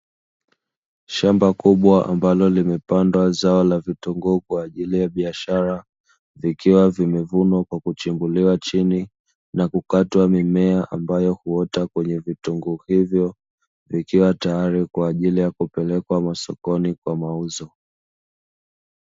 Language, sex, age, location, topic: Swahili, male, 25-35, Dar es Salaam, agriculture